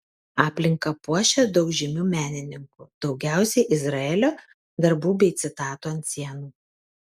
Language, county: Lithuanian, Kaunas